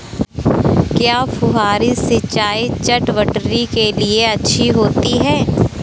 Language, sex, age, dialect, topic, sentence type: Hindi, female, 18-24, Awadhi Bundeli, agriculture, question